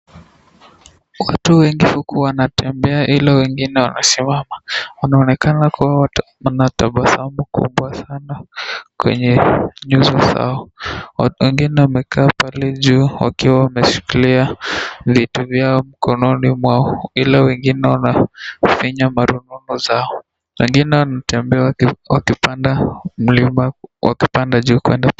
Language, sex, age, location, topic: Swahili, male, 18-24, Nakuru, government